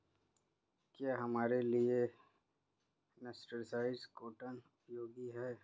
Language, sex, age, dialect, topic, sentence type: Hindi, female, 56-60, Marwari Dhudhari, agriculture, statement